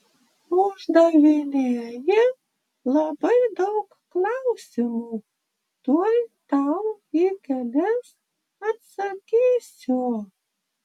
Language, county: Lithuanian, Panevėžys